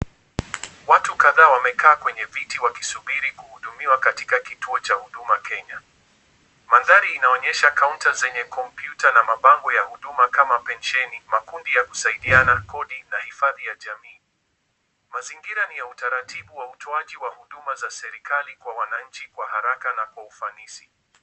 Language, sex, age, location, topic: Swahili, male, 18-24, Kisumu, government